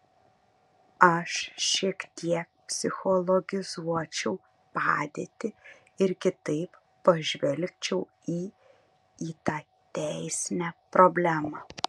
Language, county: Lithuanian, Panevėžys